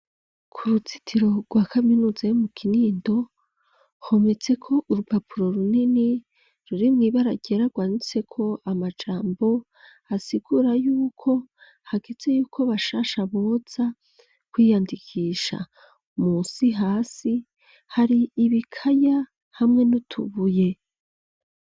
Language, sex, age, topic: Rundi, female, 25-35, education